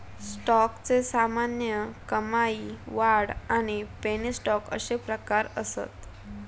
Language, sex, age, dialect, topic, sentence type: Marathi, female, 18-24, Southern Konkan, banking, statement